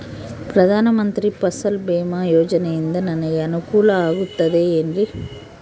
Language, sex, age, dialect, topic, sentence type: Kannada, female, 31-35, Central, agriculture, question